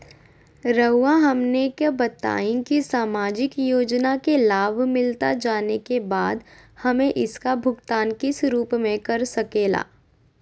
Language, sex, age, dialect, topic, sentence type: Magahi, female, 18-24, Southern, banking, question